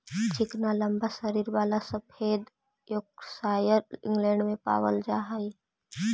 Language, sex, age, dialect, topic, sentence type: Magahi, female, 18-24, Central/Standard, agriculture, statement